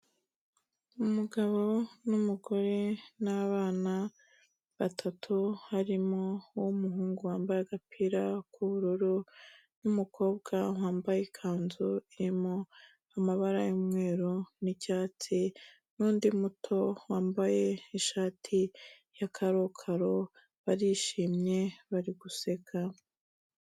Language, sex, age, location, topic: Kinyarwanda, female, 25-35, Kigali, health